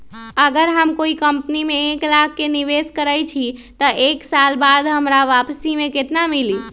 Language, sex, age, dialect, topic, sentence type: Magahi, male, 25-30, Western, banking, question